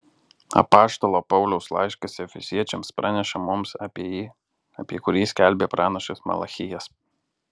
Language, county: Lithuanian, Alytus